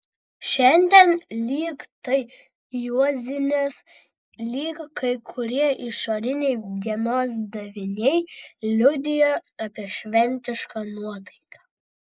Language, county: Lithuanian, Vilnius